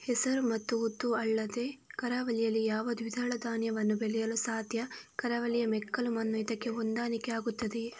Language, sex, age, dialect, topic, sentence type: Kannada, female, 31-35, Coastal/Dakshin, agriculture, question